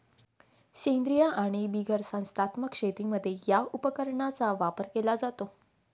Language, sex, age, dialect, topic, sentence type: Marathi, female, 18-24, Varhadi, agriculture, statement